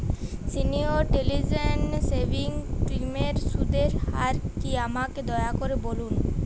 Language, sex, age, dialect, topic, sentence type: Bengali, female, 18-24, Jharkhandi, banking, statement